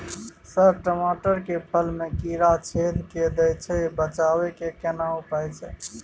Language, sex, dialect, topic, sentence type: Maithili, male, Bajjika, agriculture, question